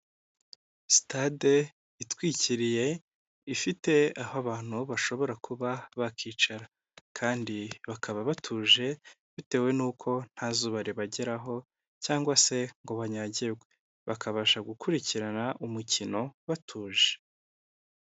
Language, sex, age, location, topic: Kinyarwanda, male, 25-35, Kigali, government